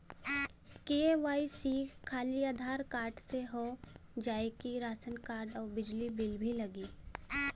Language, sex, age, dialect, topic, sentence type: Bhojpuri, female, 18-24, Western, banking, question